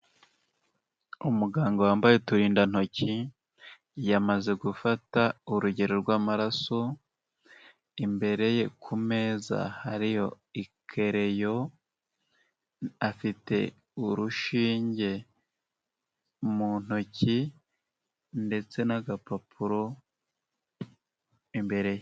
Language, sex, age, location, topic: Kinyarwanda, male, 18-24, Nyagatare, health